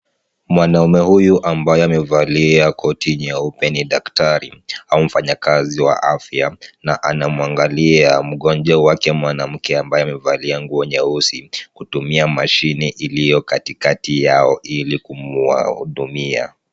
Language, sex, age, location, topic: Swahili, male, 36-49, Kisumu, health